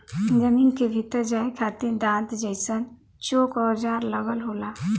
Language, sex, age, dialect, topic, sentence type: Bhojpuri, male, 18-24, Western, agriculture, statement